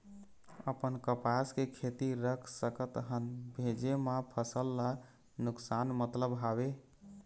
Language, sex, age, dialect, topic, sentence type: Chhattisgarhi, male, 25-30, Eastern, agriculture, question